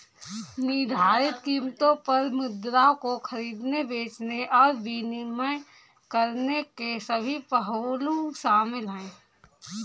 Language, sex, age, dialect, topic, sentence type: Hindi, female, 25-30, Kanauji Braj Bhasha, banking, statement